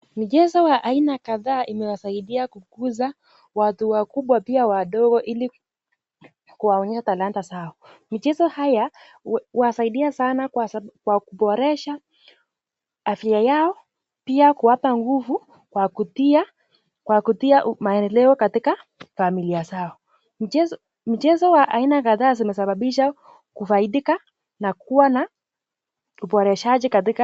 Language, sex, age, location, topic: Swahili, female, 18-24, Nakuru, government